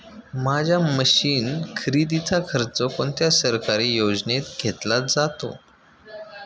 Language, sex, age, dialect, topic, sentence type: Marathi, male, 25-30, Standard Marathi, agriculture, question